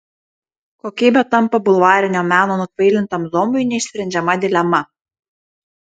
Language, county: Lithuanian, Šiauliai